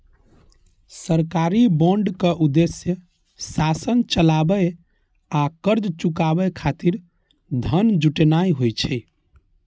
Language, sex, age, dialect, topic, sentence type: Maithili, male, 31-35, Eastern / Thethi, banking, statement